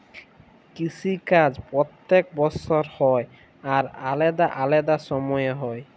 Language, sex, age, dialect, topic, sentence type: Bengali, male, 18-24, Jharkhandi, agriculture, statement